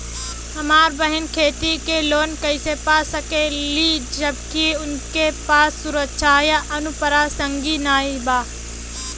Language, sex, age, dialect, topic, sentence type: Bhojpuri, female, 18-24, Western, agriculture, statement